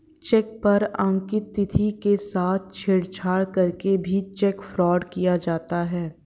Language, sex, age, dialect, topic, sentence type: Hindi, female, 51-55, Hindustani Malvi Khadi Boli, banking, statement